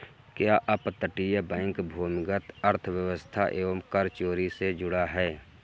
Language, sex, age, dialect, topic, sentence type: Hindi, male, 51-55, Kanauji Braj Bhasha, banking, statement